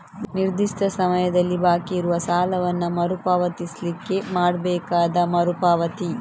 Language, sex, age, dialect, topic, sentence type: Kannada, female, 60-100, Coastal/Dakshin, banking, statement